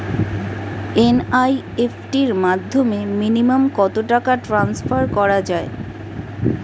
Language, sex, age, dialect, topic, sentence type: Bengali, female, 31-35, Standard Colloquial, banking, question